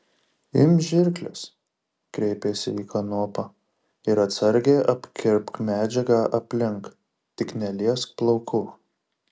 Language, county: Lithuanian, Šiauliai